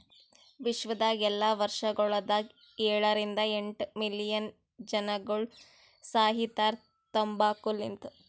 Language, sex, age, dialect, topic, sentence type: Kannada, female, 18-24, Northeastern, agriculture, statement